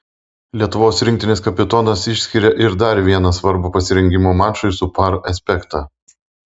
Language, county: Lithuanian, Vilnius